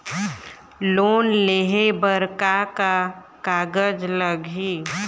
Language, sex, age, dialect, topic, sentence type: Chhattisgarhi, female, 25-30, Eastern, banking, question